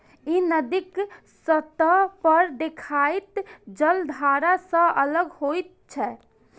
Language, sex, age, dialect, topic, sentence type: Maithili, female, 51-55, Eastern / Thethi, agriculture, statement